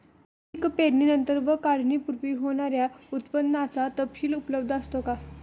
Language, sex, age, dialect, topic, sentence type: Marathi, female, 25-30, Northern Konkan, agriculture, question